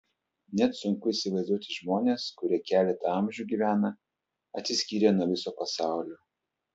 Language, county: Lithuanian, Telšiai